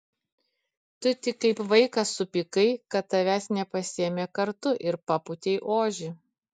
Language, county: Lithuanian, Kaunas